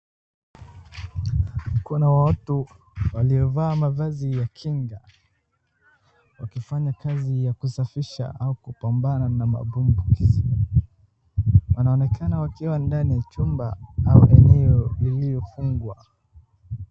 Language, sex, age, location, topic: Swahili, male, 36-49, Wajir, health